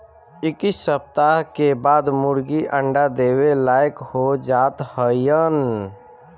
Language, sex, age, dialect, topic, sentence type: Bhojpuri, female, 25-30, Northern, agriculture, statement